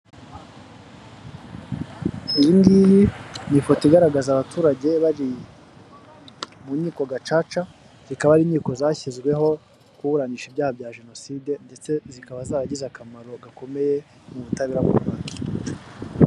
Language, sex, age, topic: Kinyarwanda, male, 18-24, government